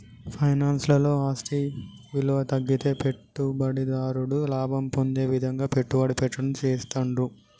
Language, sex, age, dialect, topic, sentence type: Telugu, male, 18-24, Telangana, banking, statement